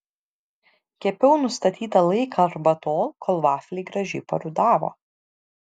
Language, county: Lithuanian, Šiauliai